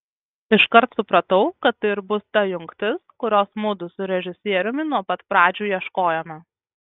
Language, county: Lithuanian, Kaunas